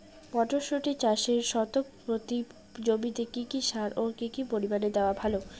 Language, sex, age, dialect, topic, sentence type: Bengali, female, 18-24, Rajbangshi, agriculture, question